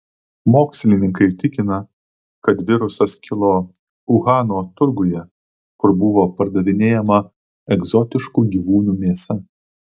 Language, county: Lithuanian, Vilnius